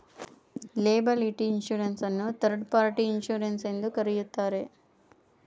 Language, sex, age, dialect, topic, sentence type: Kannada, female, 31-35, Mysore Kannada, banking, statement